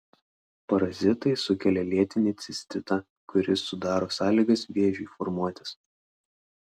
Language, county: Lithuanian, Klaipėda